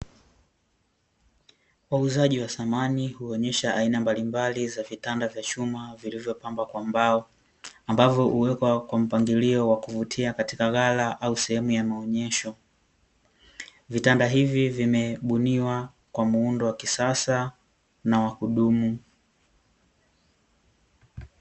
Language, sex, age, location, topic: Swahili, male, 18-24, Dar es Salaam, finance